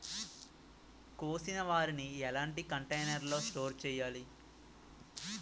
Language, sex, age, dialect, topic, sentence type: Telugu, male, 18-24, Utterandhra, agriculture, question